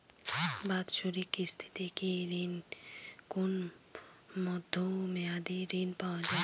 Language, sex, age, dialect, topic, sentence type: Bengali, female, 25-30, Northern/Varendri, banking, question